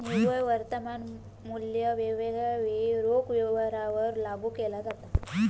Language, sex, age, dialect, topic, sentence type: Marathi, female, 18-24, Southern Konkan, banking, statement